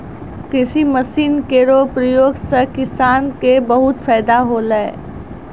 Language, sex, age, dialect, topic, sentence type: Maithili, female, 60-100, Angika, agriculture, statement